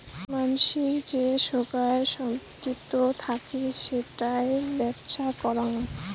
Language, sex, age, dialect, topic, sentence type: Bengali, female, 18-24, Rajbangshi, banking, statement